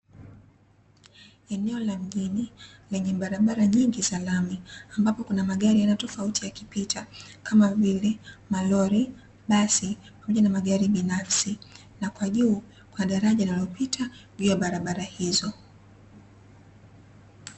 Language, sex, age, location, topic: Swahili, female, 25-35, Dar es Salaam, government